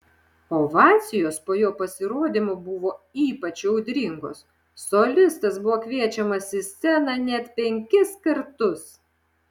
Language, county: Lithuanian, Šiauliai